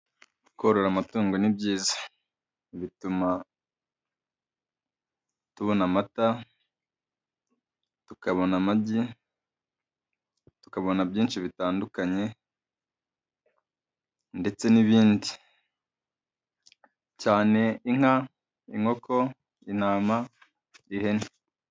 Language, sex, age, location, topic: Kinyarwanda, male, 25-35, Kigali, agriculture